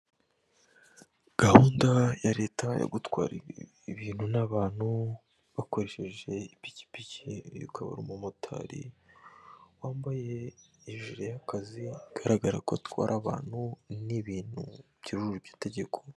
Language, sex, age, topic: Kinyarwanda, male, 18-24, government